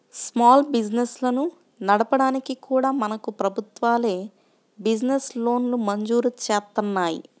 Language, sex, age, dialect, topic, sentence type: Telugu, male, 25-30, Central/Coastal, banking, statement